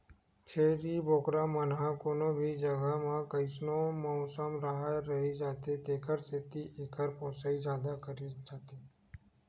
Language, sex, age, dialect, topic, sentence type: Chhattisgarhi, male, 18-24, Western/Budati/Khatahi, agriculture, statement